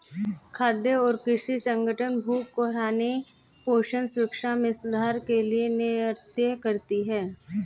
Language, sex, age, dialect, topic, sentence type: Hindi, male, 25-30, Hindustani Malvi Khadi Boli, agriculture, statement